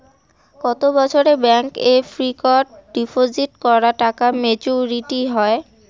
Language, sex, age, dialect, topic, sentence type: Bengali, female, 18-24, Rajbangshi, banking, question